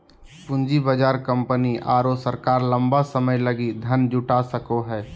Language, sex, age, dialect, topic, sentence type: Magahi, male, 18-24, Southern, banking, statement